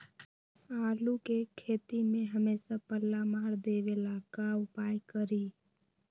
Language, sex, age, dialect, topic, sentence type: Magahi, female, 18-24, Western, agriculture, question